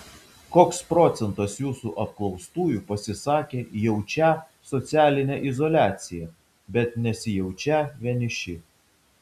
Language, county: Lithuanian, Vilnius